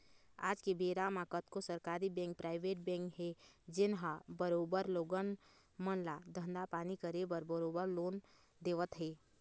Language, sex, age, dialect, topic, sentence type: Chhattisgarhi, female, 18-24, Eastern, banking, statement